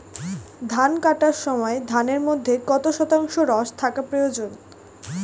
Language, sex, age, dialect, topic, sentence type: Bengali, female, 18-24, Standard Colloquial, agriculture, question